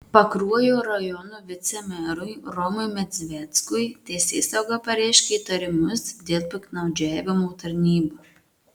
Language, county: Lithuanian, Marijampolė